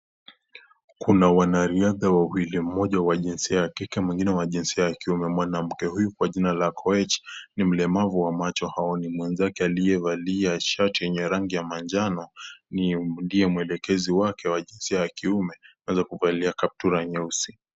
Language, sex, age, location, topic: Swahili, male, 18-24, Kisii, education